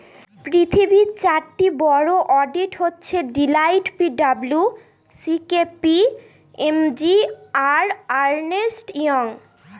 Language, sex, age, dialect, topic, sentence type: Bengali, female, 18-24, Northern/Varendri, banking, statement